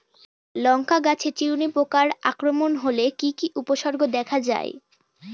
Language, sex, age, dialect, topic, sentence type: Bengali, female, <18, Northern/Varendri, agriculture, question